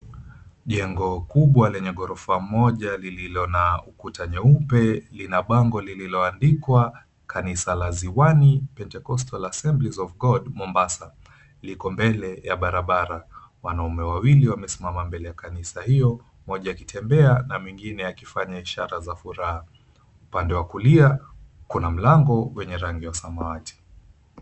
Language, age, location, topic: Swahili, 25-35, Mombasa, government